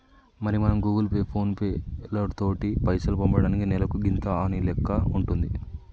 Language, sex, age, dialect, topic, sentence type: Telugu, male, 18-24, Telangana, banking, statement